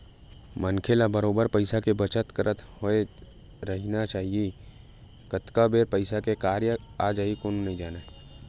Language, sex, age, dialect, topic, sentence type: Chhattisgarhi, male, 25-30, Western/Budati/Khatahi, banking, statement